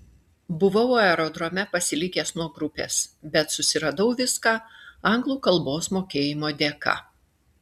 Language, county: Lithuanian, Klaipėda